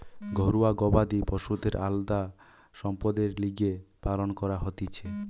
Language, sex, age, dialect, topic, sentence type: Bengali, male, 18-24, Western, agriculture, statement